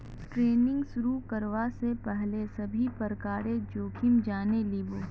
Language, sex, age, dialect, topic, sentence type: Magahi, female, 25-30, Northeastern/Surjapuri, banking, statement